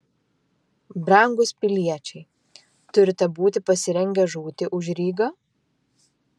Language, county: Lithuanian, Vilnius